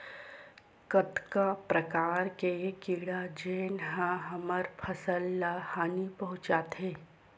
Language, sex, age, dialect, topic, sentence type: Chhattisgarhi, female, 25-30, Western/Budati/Khatahi, agriculture, question